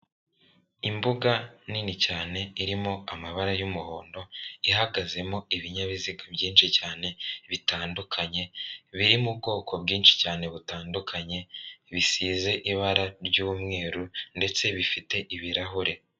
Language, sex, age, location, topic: Kinyarwanda, male, 36-49, Kigali, finance